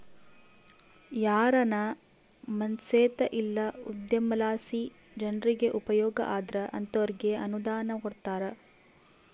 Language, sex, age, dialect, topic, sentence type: Kannada, female, 18-24, Central, banking, statement